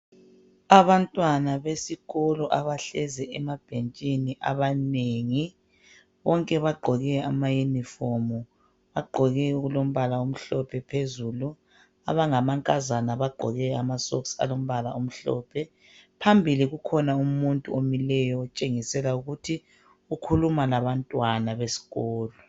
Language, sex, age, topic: North Ndebele, female, 36-49, education